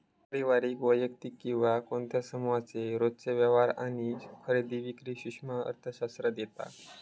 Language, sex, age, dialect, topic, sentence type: Marathi, male, 25-30, Southern Konkan, banking, statement